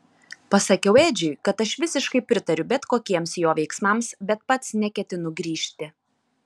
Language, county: Lithuanian, Alytus